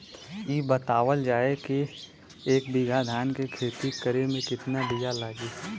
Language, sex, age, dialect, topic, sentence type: Bhojpuri, male, 18-24, Western, agriculture, question